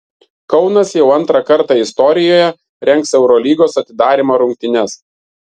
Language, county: Lithuanian, Vilnius